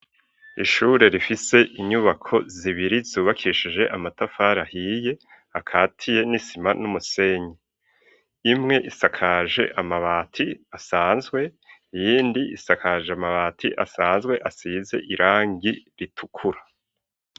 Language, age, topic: Rundi, 50+, education